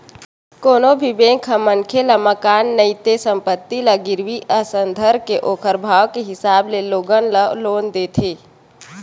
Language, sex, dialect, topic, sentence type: Chhattisgarhi, female, Western/Budati/Khatahi, banking, statement